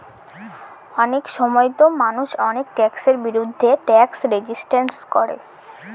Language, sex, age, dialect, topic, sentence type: Bengali, female, <18, Northern/Varendri, banking, statement